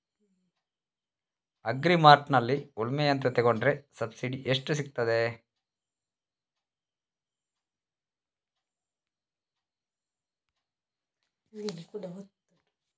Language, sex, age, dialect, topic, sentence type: Kannada, male, 36-40, Coastal/Dakshin, agriculture, question